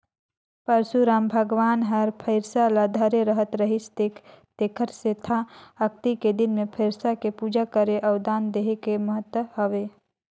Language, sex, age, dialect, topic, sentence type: Chhattisgarhi, female, 18-24, Northern/Bhandar, agriculture, statement